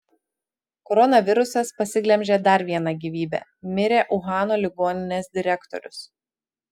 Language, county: Lithuanian, Utena